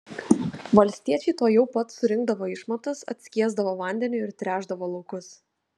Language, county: Lithuanian, Telšiai